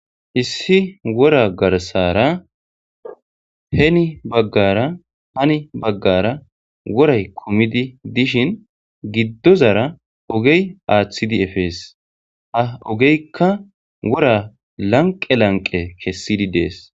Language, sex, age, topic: Gamo, male, 25-35, agriculture